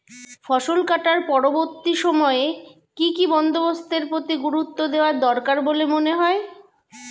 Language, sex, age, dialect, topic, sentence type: Bengali, female, 41-45, Standard Colloquial, agriculture, statement